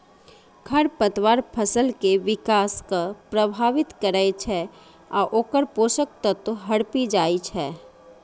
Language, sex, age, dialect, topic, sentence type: Maithili, female, 36-40, Eastern / Thethi, agriculture, statement